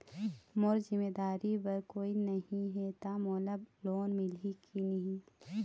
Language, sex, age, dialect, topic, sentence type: Chhattisgarhi, female, 25-30, Eastern, banking, question